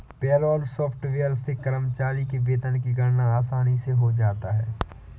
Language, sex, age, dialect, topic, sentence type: Hindi, female, 18-24, Awadhi Bundeli, banking, statement